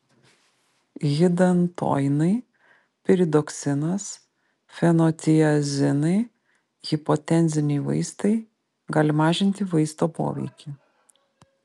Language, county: Lithuanian, Vilnius